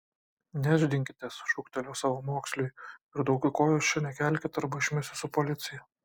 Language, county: Lithuanian, Kaunas